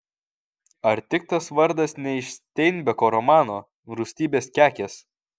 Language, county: Lithuanian, Kaunas